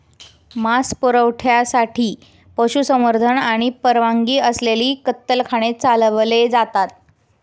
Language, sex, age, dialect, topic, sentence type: Marathi, female, 18-24, Standard Marathi, agriculture, statement